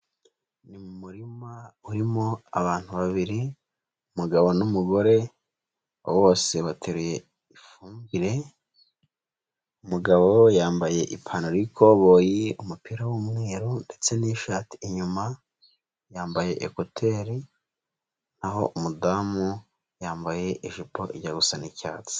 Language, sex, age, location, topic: Kinyarwanda, female, 25-35, Huye, agriculture